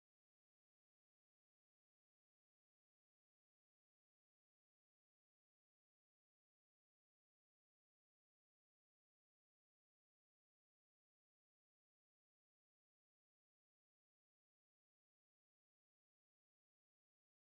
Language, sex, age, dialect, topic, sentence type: Chhattisgarhi, male, 25-30, Western/Budati/Khatahi, agriculture, question